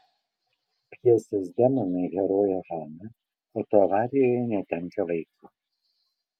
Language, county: Lithuanian, Kaunas